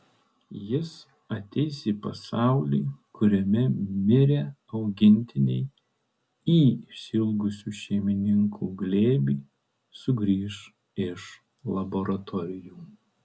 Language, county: Lithuanian, Kaunas